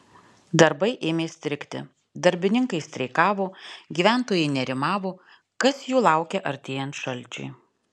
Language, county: Lithuanian, Alytus